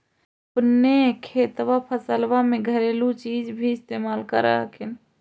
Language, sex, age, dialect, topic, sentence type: Magahi, female, 51-55, Central/Standard, agriculture, question